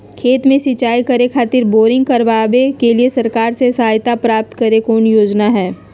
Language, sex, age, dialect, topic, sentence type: Magahi, female, 31-35, Southern, agriculture, question